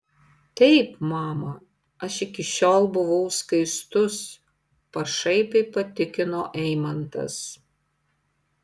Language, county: Lithuanian, Panevėžys